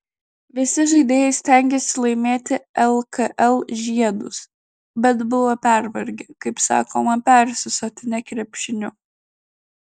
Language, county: Lithuanian, Klaipėda